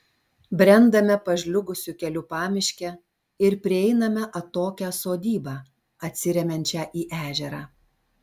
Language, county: Lithuanian, Alytus